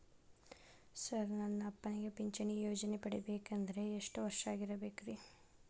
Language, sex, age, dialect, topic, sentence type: Kannada, female, 25-30, Dharwad Kannada, banking, question